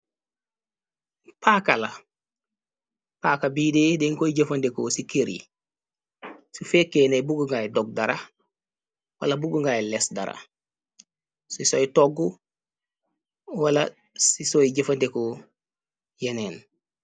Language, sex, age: Wolof, male, 25-35